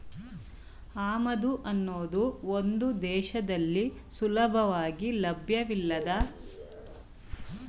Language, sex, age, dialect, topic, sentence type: Kannada, female, 36-40, Mysore Kannada, agriculture, statement